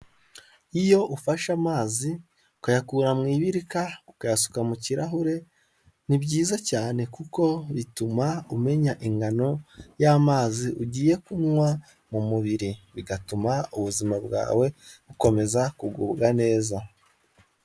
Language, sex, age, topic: Kinyarwanda, male, 18-24, health